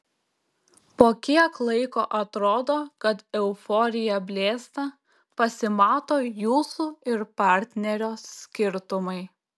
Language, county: Lithuanian, Klaipėda